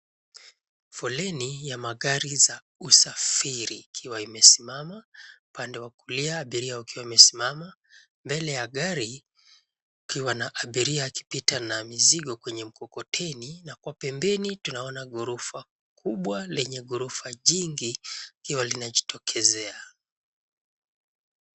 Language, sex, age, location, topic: Swahili, male, 25-35, Nairobi, government